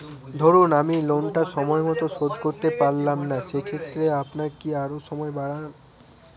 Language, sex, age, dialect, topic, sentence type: Bengali, male, 18-24, Northern/Varendri, banking, question